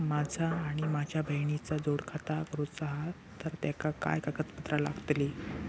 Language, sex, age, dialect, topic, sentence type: Marathi, male, 18-24, Southern Konkan, banking, question